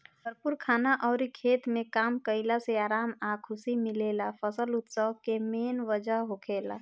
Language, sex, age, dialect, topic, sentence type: Bhojpuri, female, 25-30, Southern / Standard, agriculture, statement